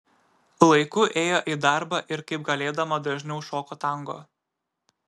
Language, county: Lithuanian, Šiauliai